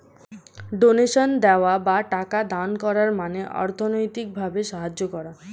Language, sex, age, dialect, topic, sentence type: Bengali, female, 18-24, Standard Colloquial, banking, statement